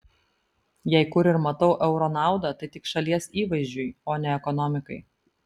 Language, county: Lithuanian, Vilnius